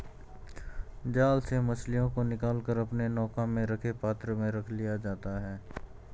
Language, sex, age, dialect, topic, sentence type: Hindi, male, 51-55, Garhwali, agriculture, statement